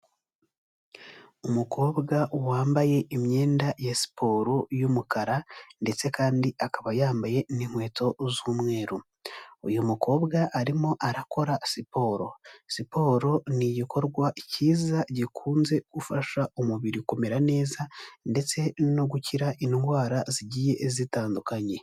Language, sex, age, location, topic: Kinyarwanda, male, 18-24, Huye, health